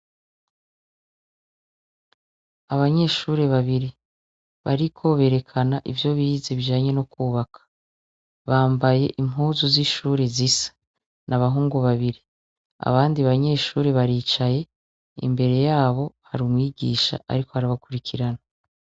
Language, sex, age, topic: Rundi, female, 36-49, education